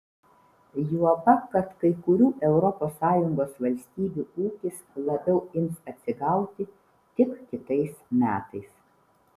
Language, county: Lithuanian, Vilnius